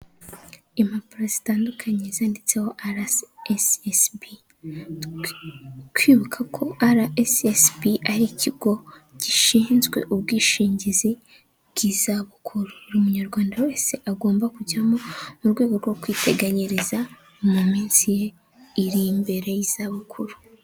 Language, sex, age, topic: Kinyarwanda, female, 18-24, finance